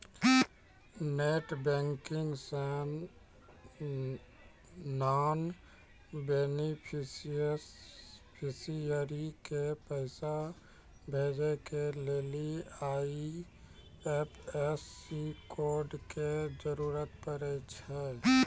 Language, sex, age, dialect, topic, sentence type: Maithili, male, 36-40, Angika, banking, statement